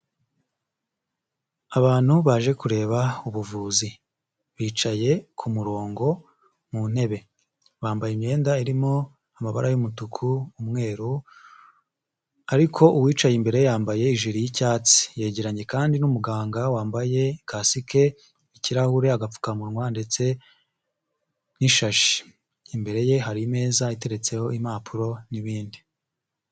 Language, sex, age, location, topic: Kinyarwanda, female, 25-35, Huye, health